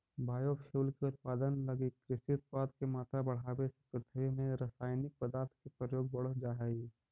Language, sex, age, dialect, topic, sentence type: Magahi, male, 31-35, Central/Standard, banking, statement